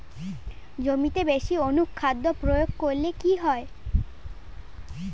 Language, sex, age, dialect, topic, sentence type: Bengali, female, 18-24, Standard Colloquial, agriculture, question